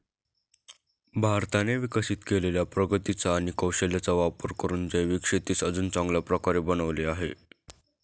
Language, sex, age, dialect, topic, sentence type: Marathi, male, 18-24, Northern Konkan, agriculture, statement